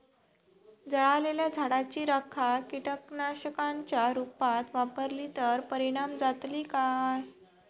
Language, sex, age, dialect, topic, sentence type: Marathi, female, 18-24, Southern Konkan, agriculture, question